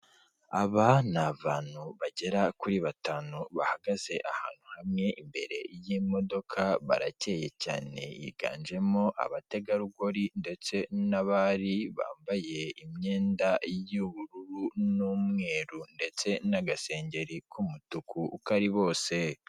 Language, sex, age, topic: Kinyarwanda, female, 18-24, finance